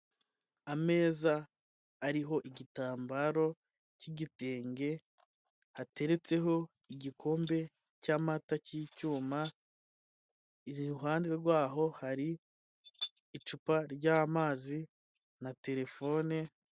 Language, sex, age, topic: Kinyarwanda, male, 18-24, finance